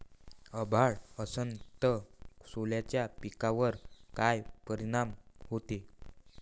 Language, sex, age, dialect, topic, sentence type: Marathi, male, 51-55, Varhadi, agriculture, question